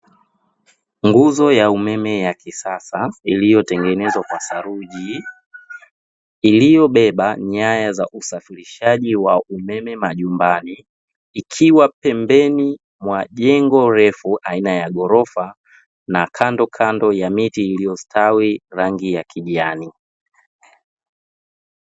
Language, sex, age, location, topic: Swahili, male, 25-35, Dar es Salaam, government